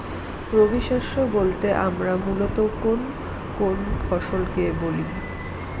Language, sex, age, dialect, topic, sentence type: Bengali, female, 25-30, Northern/Varendri, agriculture, question